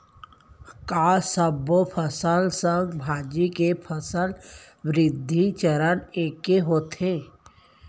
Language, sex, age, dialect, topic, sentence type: Chhattisgarhi, female, 18-24, Central, agriculture, question